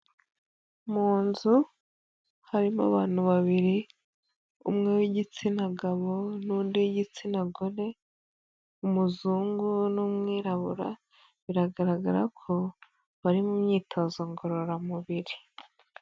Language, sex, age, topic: Kinyarwanda, female, 18-24, health